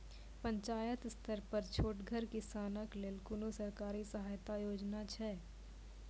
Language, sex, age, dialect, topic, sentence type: Maithili, female, 18-24, Angika, agriculture, question